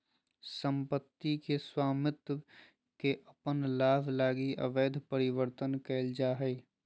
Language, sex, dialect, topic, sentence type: Magahi, male, Southern, banking, statement